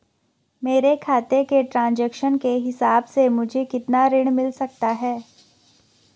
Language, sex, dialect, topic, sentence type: Hindi, female, Garhwali, banking, question